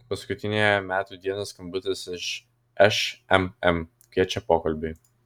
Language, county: Lithuanian, Vilnius